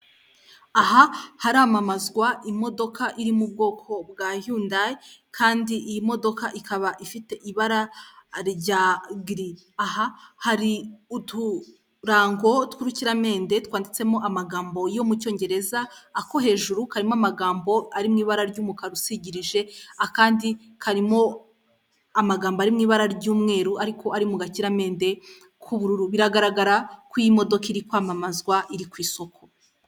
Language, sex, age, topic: Kinyarwanda, female, 18-24, finance